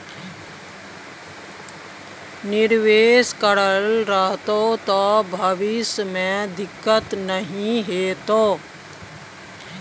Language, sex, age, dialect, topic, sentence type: Maithili, female, 56-60, Bajjika, banking, statement